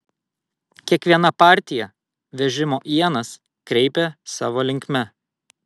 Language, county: Lithuanian, Vilnius